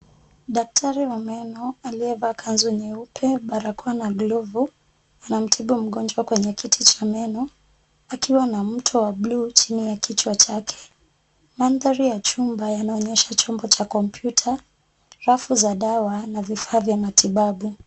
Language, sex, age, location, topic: Swahili, female, 25-35, Kisumu, health